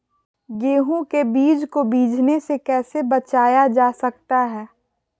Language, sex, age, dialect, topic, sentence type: Magahi, female, 41-45, Southern, agriculture, question